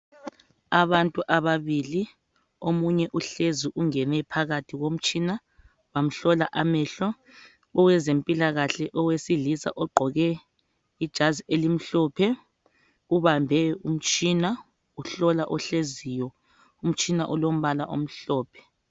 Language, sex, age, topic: North Ndebele, female, 25-35, health